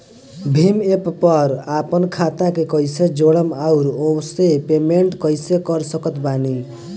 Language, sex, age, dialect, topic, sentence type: Bhojpuri, male, 18-24, Southern / Standard, banking, question